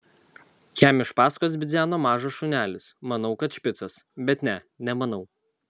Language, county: Lithuanian, Kaunas